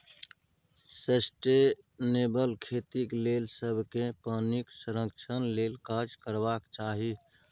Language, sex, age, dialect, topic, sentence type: Maithili, male, 31-35, Bajjika, agriculture, statement